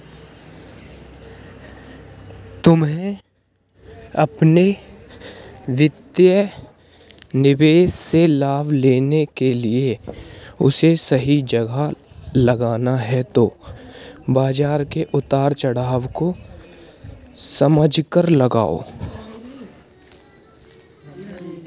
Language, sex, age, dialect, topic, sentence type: Hindi, male, 18-24, Hindustani Malvi Khadi Boli, banking, statement